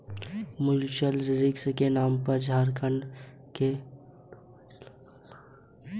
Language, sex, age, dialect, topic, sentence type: Hindi, male, 18-24, Hindustani Malvi Khadi Boli, agriculture, statement